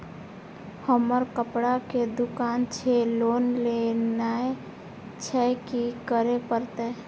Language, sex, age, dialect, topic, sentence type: Maithili, female, 41-45, Eastern / Thethi, banking, question